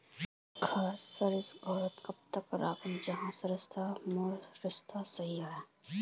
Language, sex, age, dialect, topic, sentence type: Magahi, female, 18-24, Northeastern/Surjapuri, agriculture, question